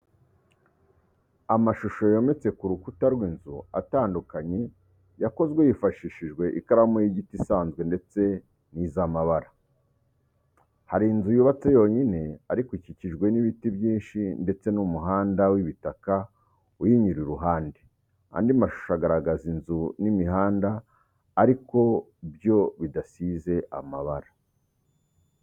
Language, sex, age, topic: Kinyarwanda, male, 36-49, education